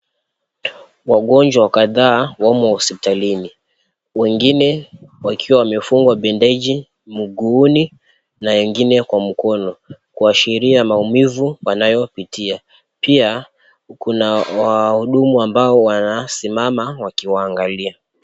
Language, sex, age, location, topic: Swahili, male, 25-35, Mombasa, health